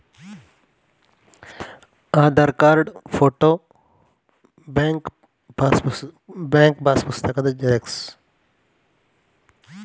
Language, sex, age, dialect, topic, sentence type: Kannada, male, 18-24, Coastal/Dakshin, banking, question